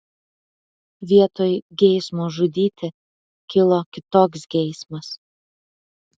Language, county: Lithuanian, Alytus